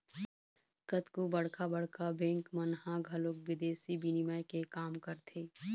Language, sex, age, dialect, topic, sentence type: Chhattisgarhi, female, 31-35, Eastern, banking, statement